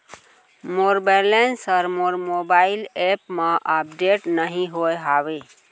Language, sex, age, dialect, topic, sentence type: Chhattisgarhi, female, 56-60, Central, banking, statement